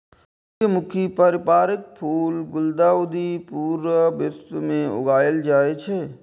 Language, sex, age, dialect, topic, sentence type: Maithili, male, 18-24, Eastern / Thethi, agriculture, statement